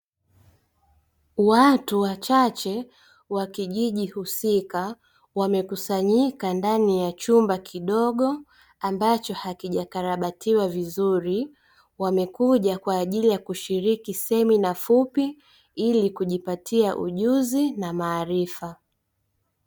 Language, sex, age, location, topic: Swahili, female, 25-35, Dar es Salaam, education